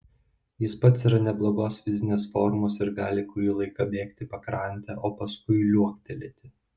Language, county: Lithuanian, Vilnius